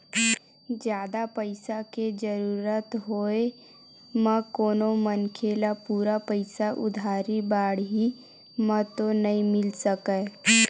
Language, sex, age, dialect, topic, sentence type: Chhattisgarhi, female, 18-24, Western/Budati/Khatahi, banking, statement